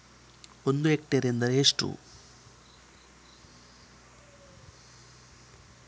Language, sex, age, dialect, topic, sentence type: Kannada, male, 18-24, Coastal/Dakshin, agriculture, question